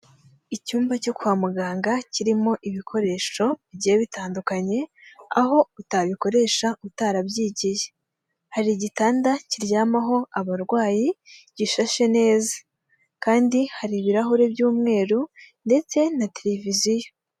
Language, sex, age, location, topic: Kinyarwanda, female, 25-35, Huye, health